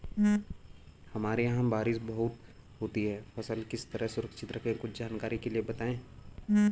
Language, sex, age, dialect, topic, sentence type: Hindi, male, 18-24, Garhwali, agriculture, question